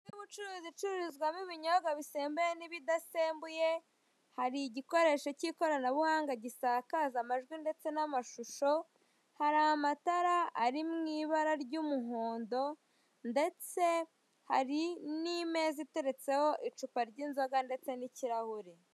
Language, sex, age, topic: Kinyarwanda, female, 25-35, finance